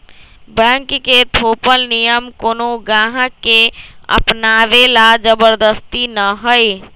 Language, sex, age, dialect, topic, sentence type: Magahi, male, 25-30, Western, banking, statement